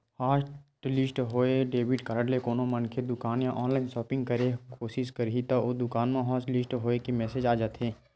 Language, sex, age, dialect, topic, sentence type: Chhattisgarhi, male, 18-24, Western/Budati/Khatahi, banking, statement